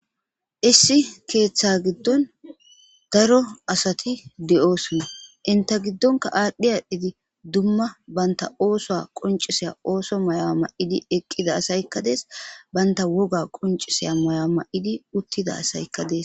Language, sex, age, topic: Gamo, male, 18-24, government